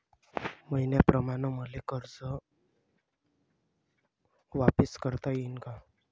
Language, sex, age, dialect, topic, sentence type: Marathi, male, 25-30, Varhadi, banking, question